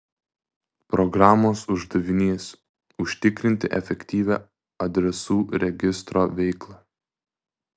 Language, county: Lithuanian, Vilnius